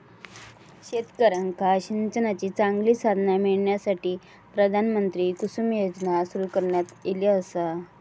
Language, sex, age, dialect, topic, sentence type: Marathi, female, 31-35, Southern Konkan, agriculture, statement